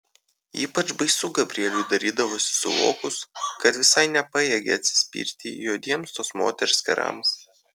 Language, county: Lithuanian, Kaunas